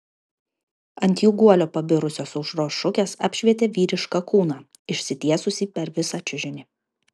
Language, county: Lithuanian, Vilnius